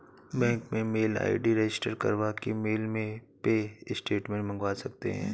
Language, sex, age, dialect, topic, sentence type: Hindi, male, 31-35, Awadhi Bundeli, banking, statement